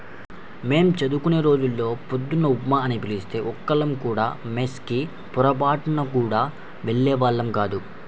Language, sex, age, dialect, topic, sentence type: Telugu, male, 51-55, Central/Coastal, agriculture, statement